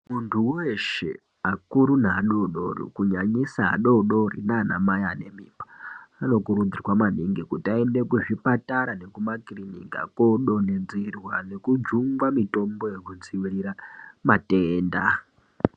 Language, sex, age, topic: Ndau, female, 50+, health